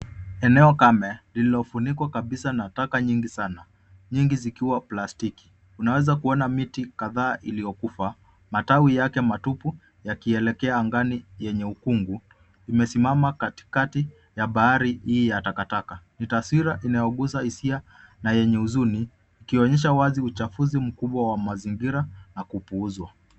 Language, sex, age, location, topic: Swahili, male, 25-35, Nairobi, health